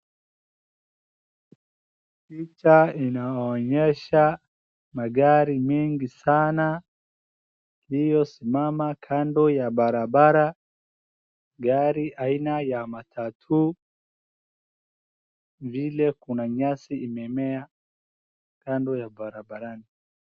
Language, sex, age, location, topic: Swahili, male, 18-24, Wajir, finance